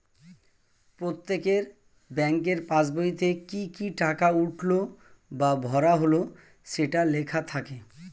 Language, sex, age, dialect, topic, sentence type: Bengali, male, 36-40, Standard Colloquial, banking, statement